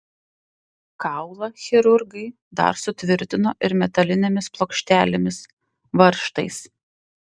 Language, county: Lithuanian, Panevėžys